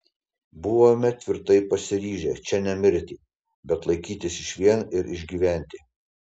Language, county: Lithuanian, Panevėžys